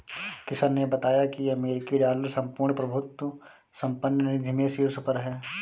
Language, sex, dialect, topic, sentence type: Hindi, male, Marwari Dhudhari, banking, statement